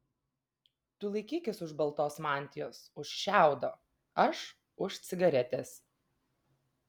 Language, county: Lithuanian, Vilnius